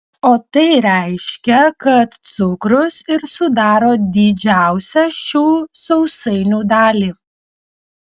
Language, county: Lithuanian, Vilnius